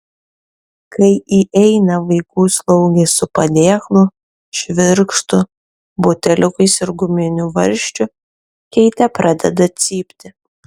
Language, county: Lithuanian, Kaunas